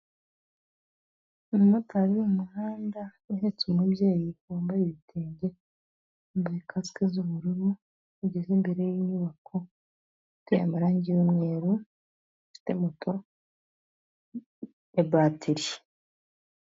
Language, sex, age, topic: Kinyarwanda, female, 18-24, government